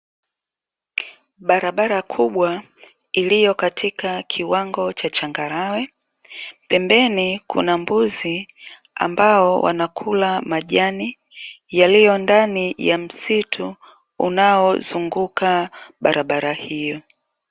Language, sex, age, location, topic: Swahili, female, 36-49, Dar es Salaam, agriculture